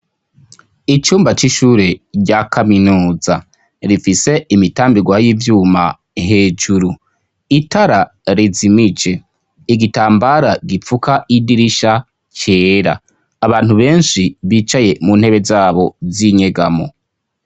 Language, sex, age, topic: Rundi, female, 25-35, education